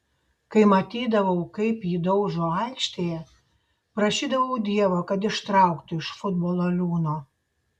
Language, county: Lithuanian, Šiauliai